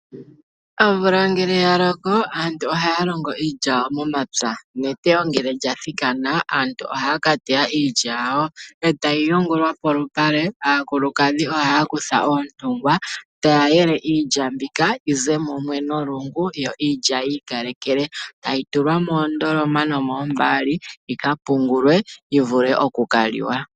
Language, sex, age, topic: Oshiwambo, male, 25-35, agriculture